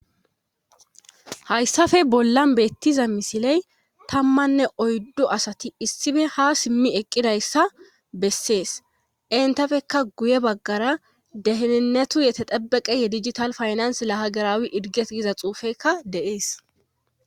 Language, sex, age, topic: Gamo, female, 25-35, government